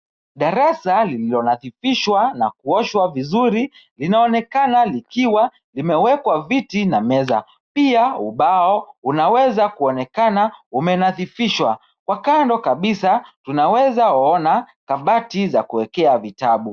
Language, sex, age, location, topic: Swahili, male, 25-35, Kisumu, education